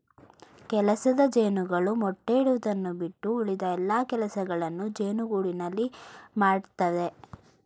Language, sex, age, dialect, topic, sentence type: Kannada, female, 18-24, Mysore Kannada, agriculture, statement